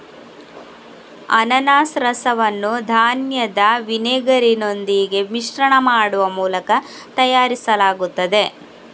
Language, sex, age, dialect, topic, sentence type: Kannada, female, 41-45, Coastal/Dakshin, agriculture, statement